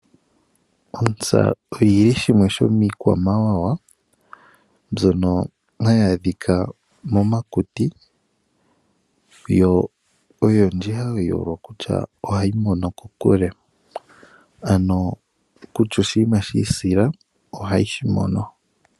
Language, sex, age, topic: Oshiwambo, male, 25-35, agriculture